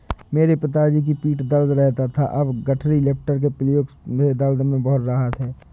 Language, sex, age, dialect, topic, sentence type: Hindi, male, 18-24, Awadhi Bundeli, agriculture, statement